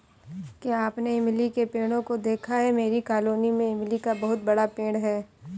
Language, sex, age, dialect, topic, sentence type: Hindi, female, 18-24, Kanauji Braj Bhasha, agriculture, statement